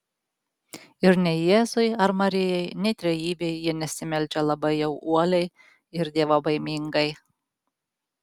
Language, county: Lithuanian, Alytus